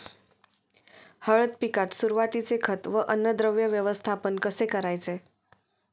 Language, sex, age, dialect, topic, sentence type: Marathi, female, 25-30, Standard Marathi, agriculture, question